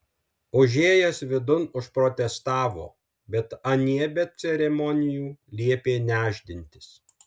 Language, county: Lithuanian, Alytus